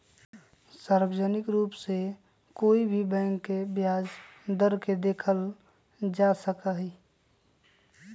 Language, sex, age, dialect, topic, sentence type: Magahi, male, 25-30, Western, banking, statement